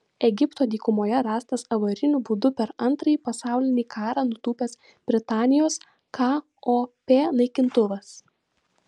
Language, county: Lithuanian, Vilnius